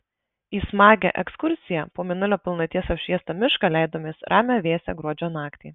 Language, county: Lithuanian, Marijampolė